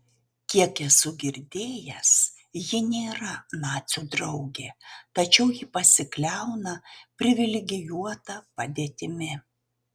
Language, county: Lithuanian, Utena